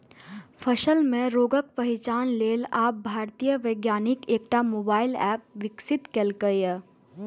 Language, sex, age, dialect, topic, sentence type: Maithili, female, 18-24, Eastern / Thethi, agriculture, statement